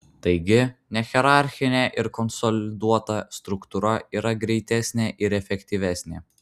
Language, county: Lithuanian, Vilnius